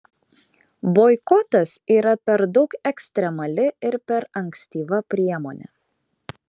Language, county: Lithuanian, Klaipėda